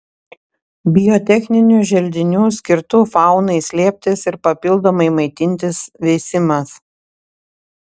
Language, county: Lithuanian, Panevėžys